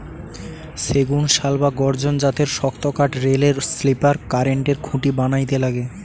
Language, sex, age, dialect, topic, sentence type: Bengali, male, 18-24, Western, agriculture, statement